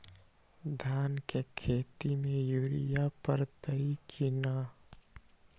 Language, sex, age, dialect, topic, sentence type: Magahi, male, 25-30, Western, agriculture, question